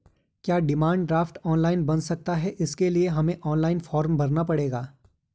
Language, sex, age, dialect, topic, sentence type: Hindi, male, 18-24, Garhwali, banking, question